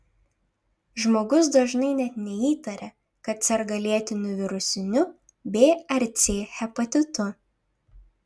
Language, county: Lithuanian, Šiauliai